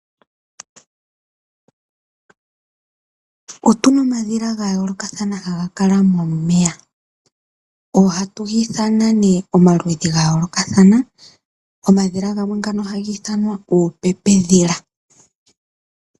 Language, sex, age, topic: Oshiwambo, female, 25-35, agriculture